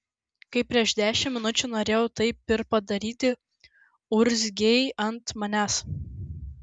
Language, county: Lithuanian, Klaipėda